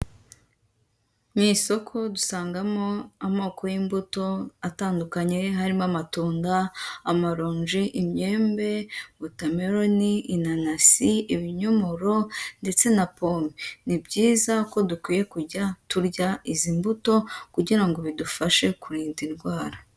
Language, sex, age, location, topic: Kinyarwanda, female, 18-24, Huye, agriculture